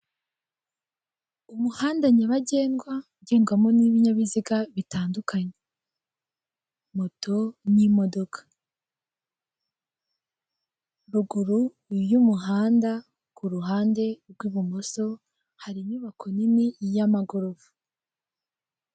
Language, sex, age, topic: Kinyarwanda, female, 18-24, government